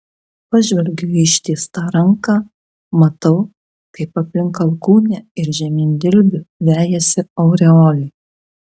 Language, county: Lithuanian, Kaunas